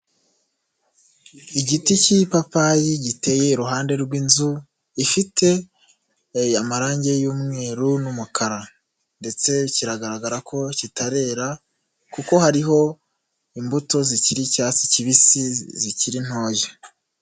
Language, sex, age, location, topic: Kinyarwanda, male, 18-24, Huye, agriculture